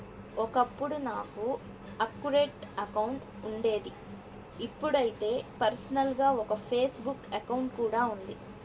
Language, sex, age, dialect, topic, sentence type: Telugu, male, 31-35, Central/Coastal, banking, statement